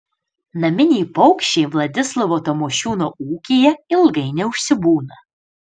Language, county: Lithuanian, Panevėžys